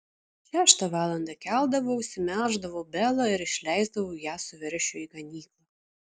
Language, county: Lithuanian, Šiauliai